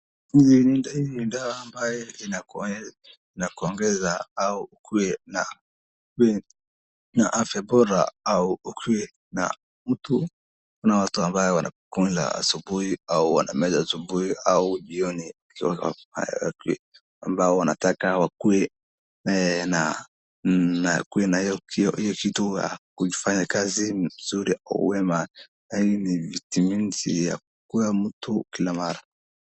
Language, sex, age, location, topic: Swahili, male, 18-24, Wajir, health